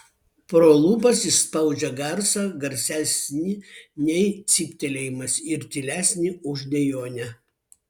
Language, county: Lithuanian, Vilnius